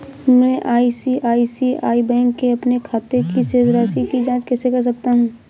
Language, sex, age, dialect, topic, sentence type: Hindi, female, 18-24, Awadhi Bundeli, banking, question